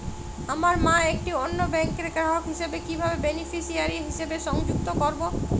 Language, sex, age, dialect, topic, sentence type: Bengali, female, 25-30, Jharkhandi, banking, question